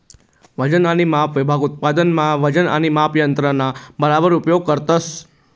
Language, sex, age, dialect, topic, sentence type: Marathi, male, 36-40, Northern Konkan, agriculture, statement